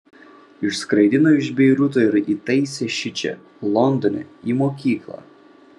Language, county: Lithuanian, Vilnius